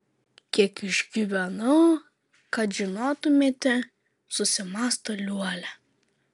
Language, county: Lithuanian, Vilnius